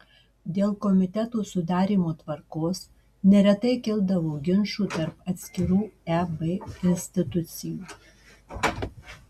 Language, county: Lithuanian, Marijampolė